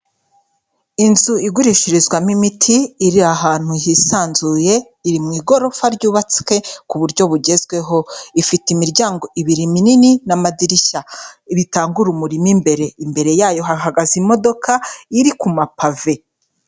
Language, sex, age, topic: Kinyarwanda, female, 25-35, health